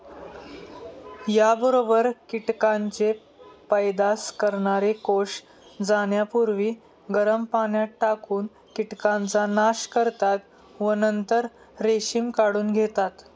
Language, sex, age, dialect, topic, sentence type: Marathi, male, 18-24, Standard Marathi, agriculture, statement